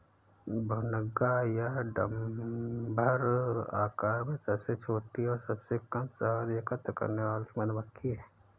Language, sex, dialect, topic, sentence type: Hindi, male, Awadhi Bundeli, agriculture, statement